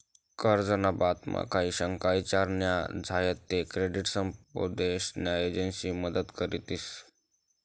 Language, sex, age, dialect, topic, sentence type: Marathi, male, 18-24, Northern Konkan, banking, statement